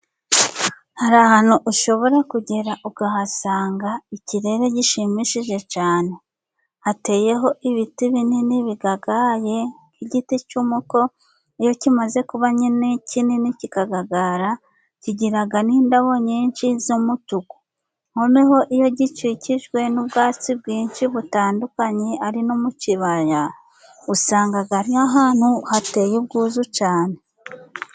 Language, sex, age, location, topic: Kinyarwanda, female, 25-35, Musanze, government